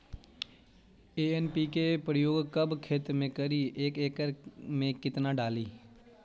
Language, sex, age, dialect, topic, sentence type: Magahi, male, 18-24, Central/Standard, agriculture, question